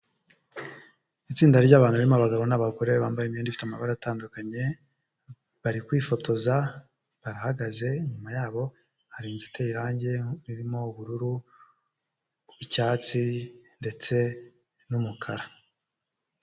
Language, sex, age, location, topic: Kinyarwanda, male, 25-35, Huye, health